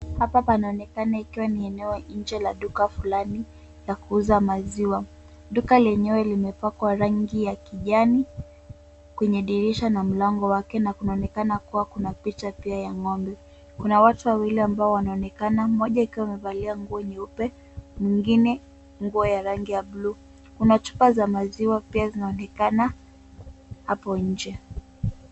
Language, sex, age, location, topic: Swahili, female, 18-24, Kisumu, agriculture